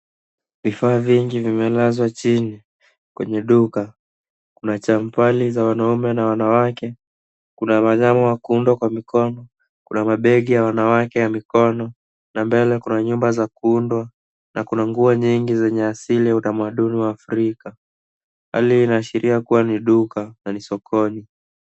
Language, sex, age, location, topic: Swahili, male, 18-24, Nairobi, finance